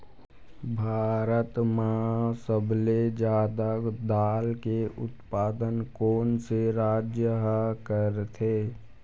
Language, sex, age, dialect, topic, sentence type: Chhattisgarhi, male, 41-45, Western/Budati/Khatahi, agriculture, question